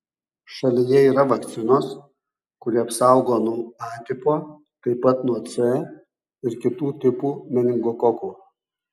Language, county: Lithuanian, Kaunas